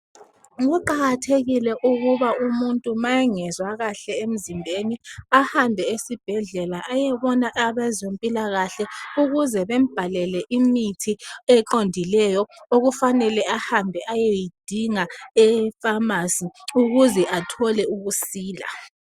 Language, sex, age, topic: North Ndebele, female, 36-49, health